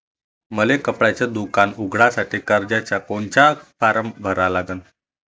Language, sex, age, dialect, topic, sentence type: Marathi, male, 18-24, Varhadi, banking, question